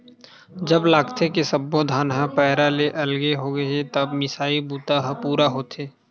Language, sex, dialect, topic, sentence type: Chhattisgarhi, male, Western/Budati/Khatahi, agriculture, statement